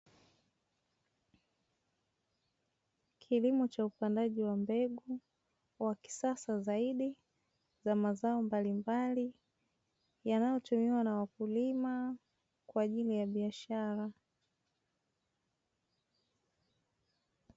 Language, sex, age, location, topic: Swahili, female, 25-35, Dar es Salaam, agriculture